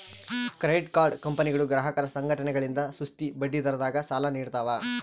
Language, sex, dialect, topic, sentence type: Kannada, male, Central, banking, statement